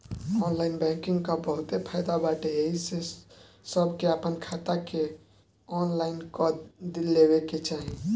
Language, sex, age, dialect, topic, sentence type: Bhojpuri, male, <18, Northern, banking, statement